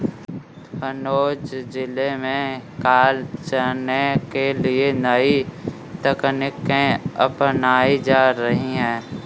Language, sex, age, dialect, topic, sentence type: Hindi, male, 46-50, Kanauji Braj Bhasha, agriculture, statement